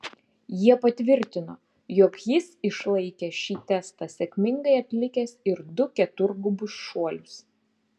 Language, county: Lithuanian, Klaipėda